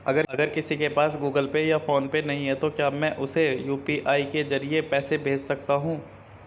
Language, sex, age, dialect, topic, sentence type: Hindi, female, 25-30, Marwari Dhudhari, banking, question